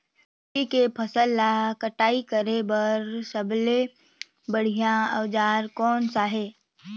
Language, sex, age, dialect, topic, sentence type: Chhattisgarhi, female, 18-24, Northern/Bhandar, agriculture, question